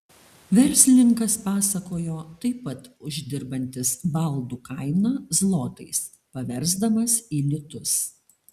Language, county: Lithuanian, Alytus